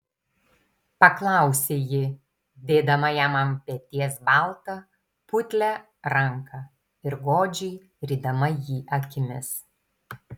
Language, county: Lithuanian, Tauragė